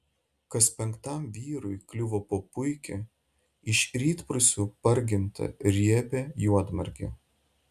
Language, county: Lithuanian, Šiauliai